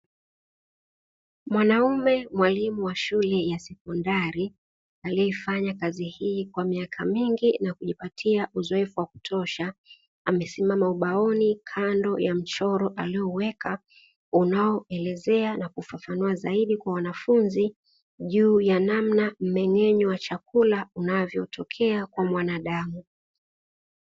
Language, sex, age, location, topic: Swahili, female, 18-24, Dar es Salaam, education